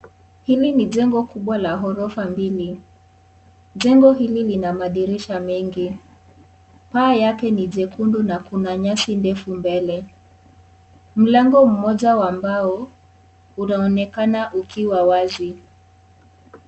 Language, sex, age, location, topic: Swahili, female, 18-24, Kisii, education